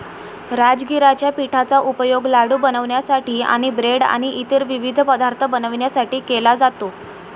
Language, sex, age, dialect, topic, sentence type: Marathi, female, <18, Varhadi, agriculture, statement